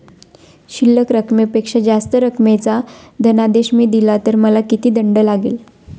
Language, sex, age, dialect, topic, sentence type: Marathi, female, 25-30, Standard Marathi, banking, question